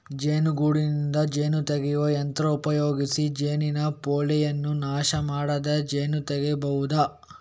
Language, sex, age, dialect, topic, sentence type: Kannada, male, 25-30, Coastal/Dakshin, agriculture, statement